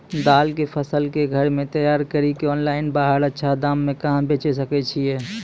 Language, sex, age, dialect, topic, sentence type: Maithili, male, 25-30, Angika, agriculture, question